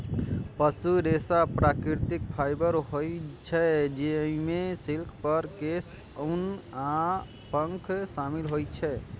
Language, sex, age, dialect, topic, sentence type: Maithili, male, 31-35, Eastern / Thethi, agriculture, statement